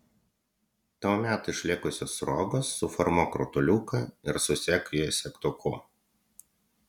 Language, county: Lithuanian, Utena